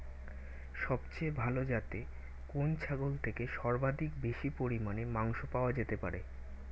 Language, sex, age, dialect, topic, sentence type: Bengali, male, 18-24, Standard Colloquial, agriculture, question